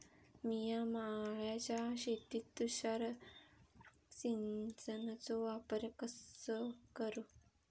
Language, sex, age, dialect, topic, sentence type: Marathi, female, 25-30, Southern Konkan, agriculture, question